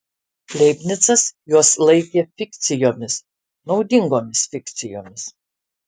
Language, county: Lithuanian, Alytus